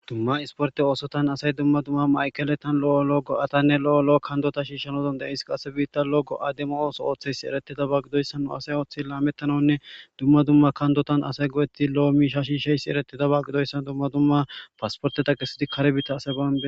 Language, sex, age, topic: Gamo, male, 25-35, government